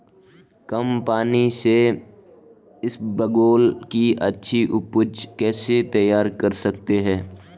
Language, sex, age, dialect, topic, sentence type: Hindi, male, 18-24, Marwari Dhudhari, agriculture, question